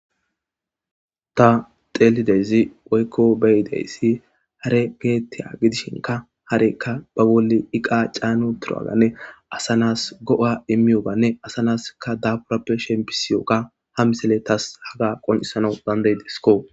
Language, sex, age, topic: Gamo, female, 18-24, government